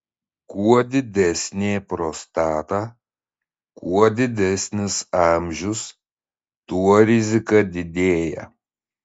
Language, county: Lithuanian, Šiauliai